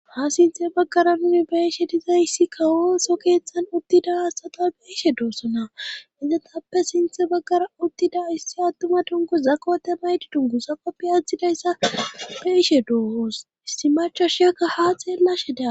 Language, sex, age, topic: Gamo, female, 18-24, government